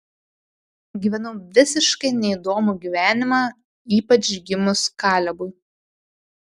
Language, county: Lithuanian, Panevėžys